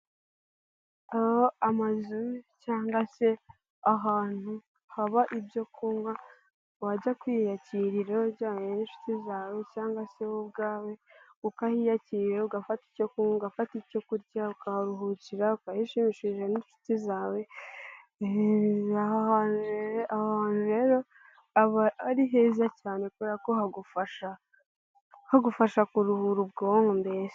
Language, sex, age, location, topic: Kinyarwanda, female, 18-24, Nyagatare, finance